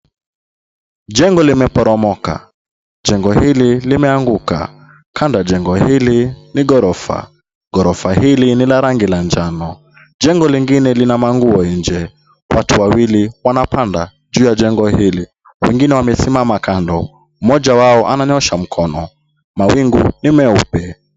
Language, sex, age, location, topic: Swahili, male, 18-24, Kisumu, health